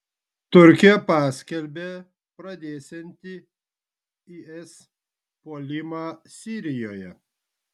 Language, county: Lithuanian, Vilnius